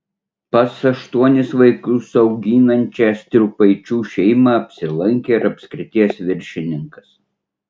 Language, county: Lithuanian, Utena